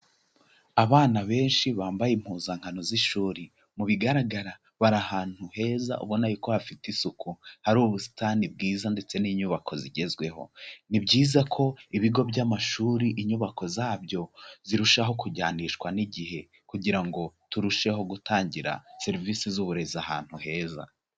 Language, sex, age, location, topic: Kinyarwanda, male, 18-24, Kigali, education